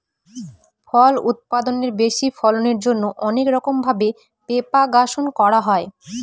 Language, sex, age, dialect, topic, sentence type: Bengali, female, 18-24, Northern/Varendri, agriculture, statement